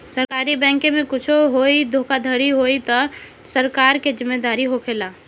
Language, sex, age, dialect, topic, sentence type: Bhojpuri, female, 18-24, Northern, banking, statement